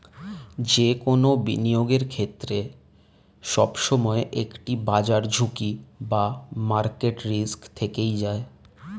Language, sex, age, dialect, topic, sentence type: Bengali, male, 25-30, Standard Colloquial, banking, statement